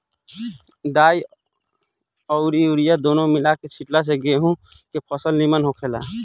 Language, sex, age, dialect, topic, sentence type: Bhojpuri, male, 18-24, Southern / Standard, agriculture, statement